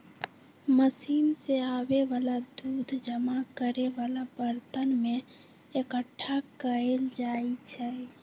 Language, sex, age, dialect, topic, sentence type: Magahi, female, 41-45, Western, agriculture, statement